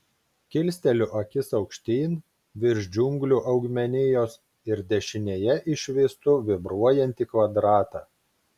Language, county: Lithuanian, Klaipėda